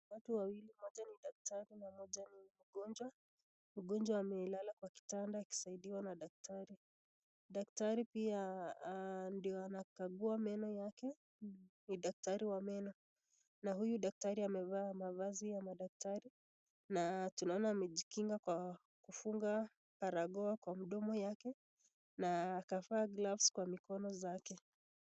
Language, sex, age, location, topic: Swahili, female, 25-35, Nakuru, health